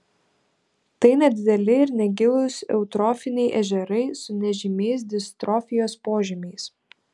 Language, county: Lithuanian, Vilnius